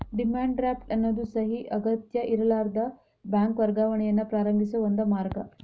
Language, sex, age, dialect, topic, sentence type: Kannada, female, 25-30, Dharwad Kannada, banking, statement